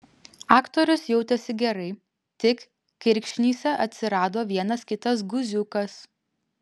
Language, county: Lithuanian, Vilnius